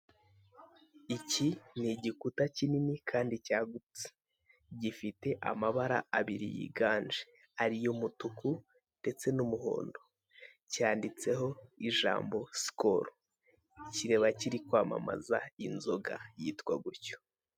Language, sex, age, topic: Kinyarwanda, male, 18-24, finance